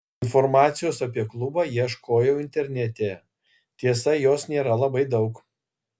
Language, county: Lithuanian, Kaunas